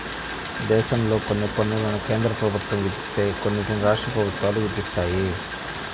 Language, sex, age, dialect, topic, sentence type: Telugu, male, 25-30, Central/Coastal, banking, statement